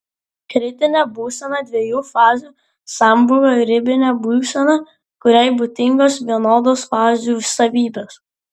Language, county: Lithuanian, Klaipėda